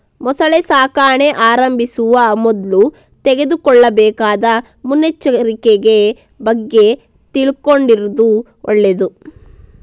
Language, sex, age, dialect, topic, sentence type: Kannada, female, 60-100, Coastal/Dakshin, agriculture, statement